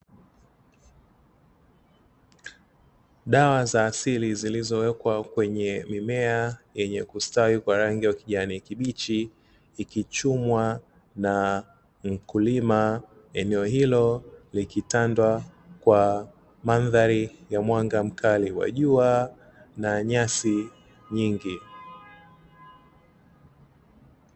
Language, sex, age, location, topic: Swahili, male, 36-49, Dar es Salaam, health